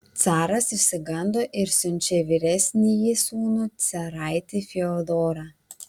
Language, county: Lithuanian, Vilnius